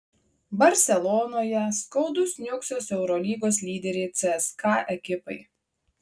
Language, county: Lithuanian, Marijampolė